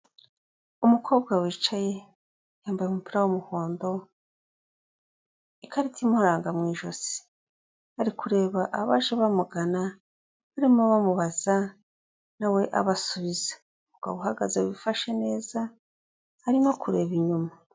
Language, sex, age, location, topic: Kinyarwanda, female, 36-49, Kigali, finance